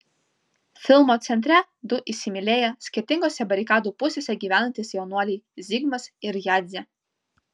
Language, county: Lithuanian, Vilnius